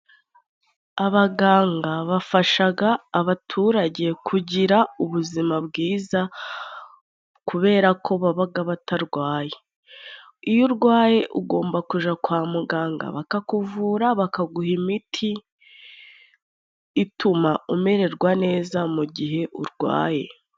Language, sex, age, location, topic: Kinyarwanda, female, 25-35, Musanze, health